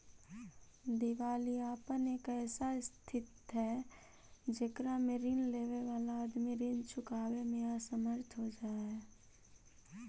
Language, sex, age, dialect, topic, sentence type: Magahi, female, 18-24, Central/Standard, agriculture, statement